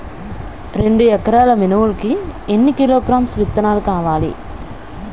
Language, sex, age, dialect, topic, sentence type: Telugu, female, 25-30, Utterandhra, agriculture, question